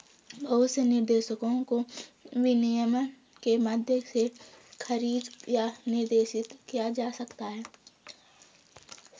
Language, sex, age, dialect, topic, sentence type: Hindi, female, 18-24, Garhwali, banking, statement